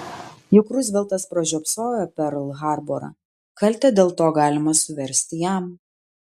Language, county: Lithuanian, Vilnius